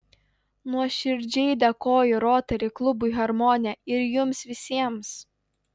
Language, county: Lithuanian, Utena